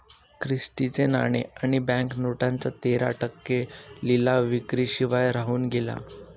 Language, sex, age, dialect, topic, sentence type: Marathi, male, 18-24, Northern Konkan, banking, statement